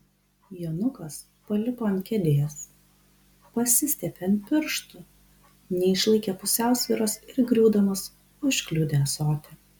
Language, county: Lithuanian, Kaunas